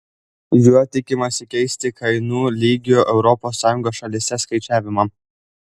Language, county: Lithuanian, Klaipėda